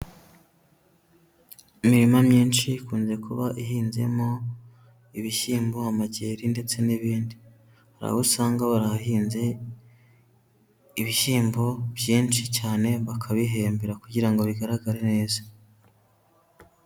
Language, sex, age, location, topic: Kinyarwanda, male, 18-24, Huye, agriculture